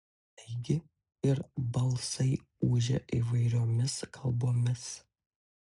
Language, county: Lithuanian, Utena